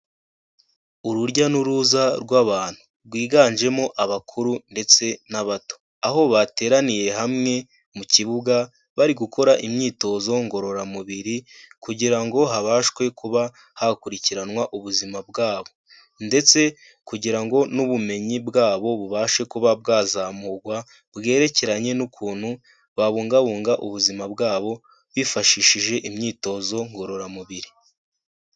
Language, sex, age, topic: Kinyarwanda, male, 18-24, health